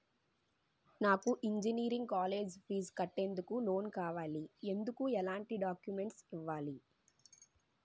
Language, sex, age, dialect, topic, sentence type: Telugu, female, 18-24, Utterandhra, banking, question